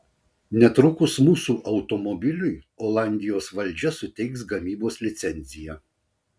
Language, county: Lithuanian, Vilnius